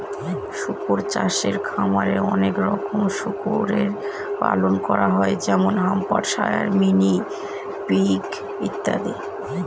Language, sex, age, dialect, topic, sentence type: Bengali, female, 25-30, Northern/Varendri, agriculture, statement